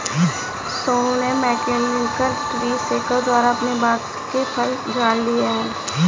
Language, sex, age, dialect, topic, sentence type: Hindi, female, 31-35, Kanauji Braj Bhasha, agriculture, statement